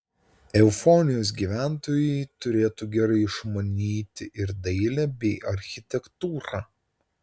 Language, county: Lithuanian, Utena